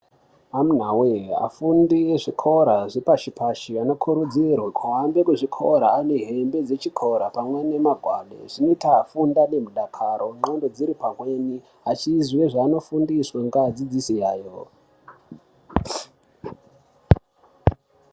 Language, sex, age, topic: Ndau, male, 18-24, education